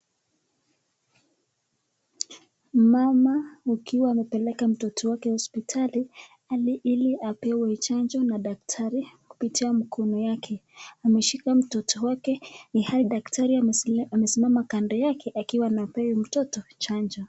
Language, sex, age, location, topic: Swahili, female, 25-35, Nakuru, health